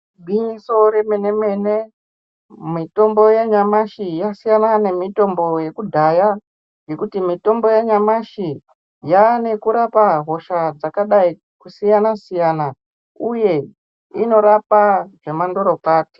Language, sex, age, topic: Ndau, male, 25-35, health